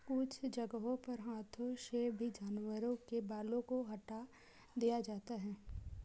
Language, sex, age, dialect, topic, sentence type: Hindi, female, 18-24, Marwari Dhudhari, agriculture, statement